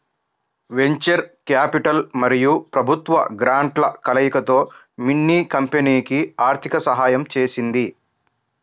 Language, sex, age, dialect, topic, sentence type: Telugu, male, 56-60, Central/Coastal, banking, statement